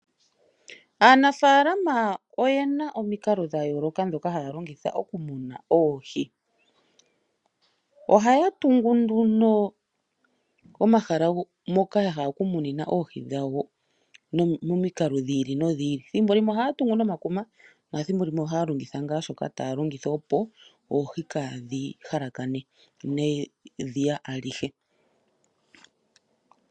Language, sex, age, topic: Oshiwambo, female, 25-35, agriculture